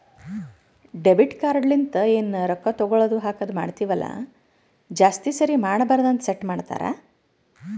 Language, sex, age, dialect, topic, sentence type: Kannada, female, 36-40, Northeastern, banking, statement